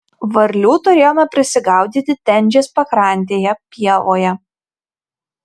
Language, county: Lithuanian, Marijampolė